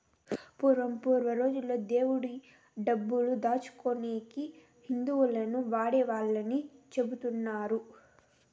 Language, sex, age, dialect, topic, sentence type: Telugu, female, 18-24, Southern, banking, statement